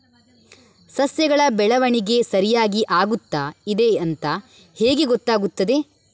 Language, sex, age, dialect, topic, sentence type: Kannada, female, 25-30, Coastal/Dakshin, agriculture, question